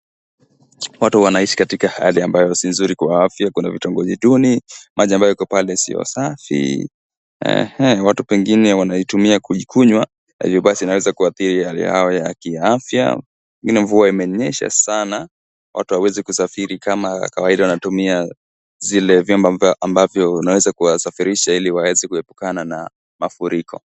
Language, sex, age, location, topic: Swahili, male, 18-24, Kisii, health